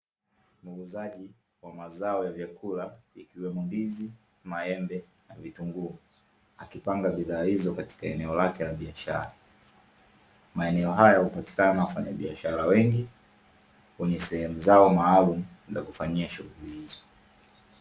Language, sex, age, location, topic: Swahili, male, 25-35, Dar es Salaam, finance